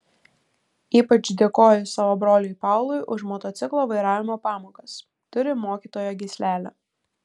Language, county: Lithuanian, Kaunas